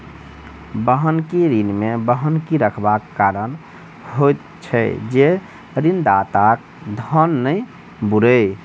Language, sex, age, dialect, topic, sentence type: Maithili, male, 25-30, Southern/Standard, banking, statement